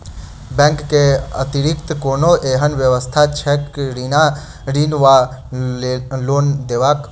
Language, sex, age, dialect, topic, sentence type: Maithili, male, 18-24, Southern/Standard, banking, question